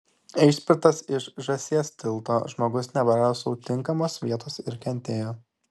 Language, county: Lithuanian, Šiauliai